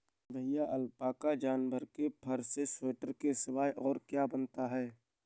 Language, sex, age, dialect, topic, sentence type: Hindi, male, 18-24, Awadhi Bundeli, agriculture, statement